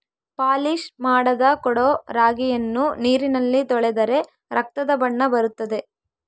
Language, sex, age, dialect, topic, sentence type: Kannada, female, 18-24, Central, agriculture, statement